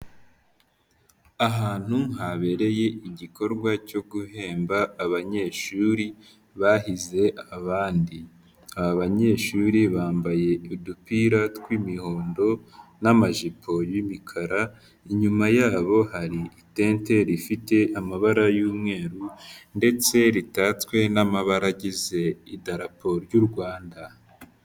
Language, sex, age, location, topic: Kinyarwanda, female, 50+, Nyagatare, health